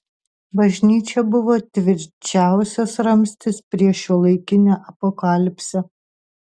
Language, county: Lithuanian, Tauragė